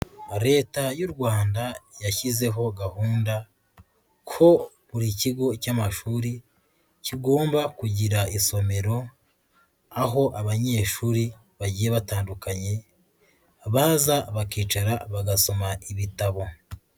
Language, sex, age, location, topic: Kinyarwanda, female, 18-24, Nyagatare, education